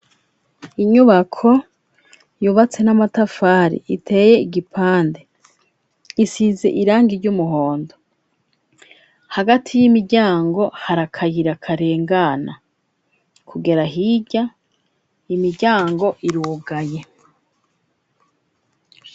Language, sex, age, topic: Rundi, female, 36-49, education